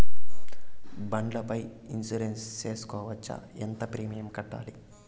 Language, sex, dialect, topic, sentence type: Telugu, male, Southern, banking, question